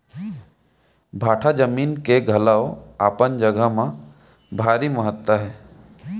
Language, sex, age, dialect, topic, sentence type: Chhattisgarhi, male, 18-24, Central, agriculture, statement